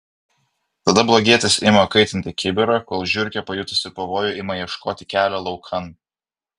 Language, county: Lithuanian, Vilnius